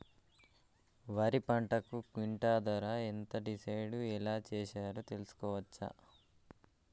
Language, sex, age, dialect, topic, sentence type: Telugu, male, 18-24, Telangana, agriculture, question